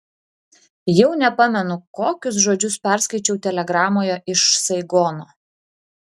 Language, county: Lithuanian, Klaipėda